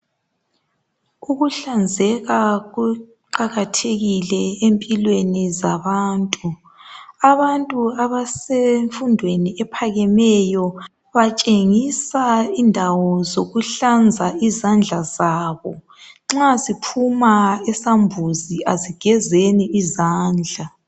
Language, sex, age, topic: North Ndebele, male, 18-24, education